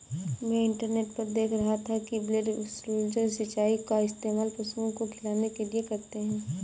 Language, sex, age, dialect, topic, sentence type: Hindi, female, 25-30, Awadhi Bundeli, agriculture, statement